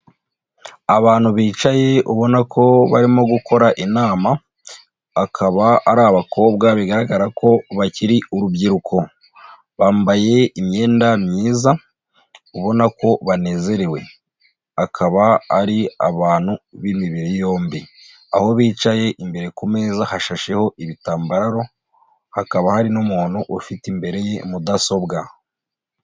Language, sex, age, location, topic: Kinyarwanda, female, 36-49, Huye, health